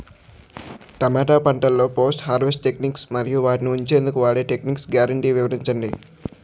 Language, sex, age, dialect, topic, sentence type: Telugu, male, 46-50, Utterandhra, agriculture, question